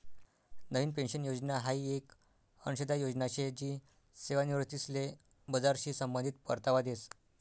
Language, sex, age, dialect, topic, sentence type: Marathi, male, 60-100, Northern Konkan, banking, statement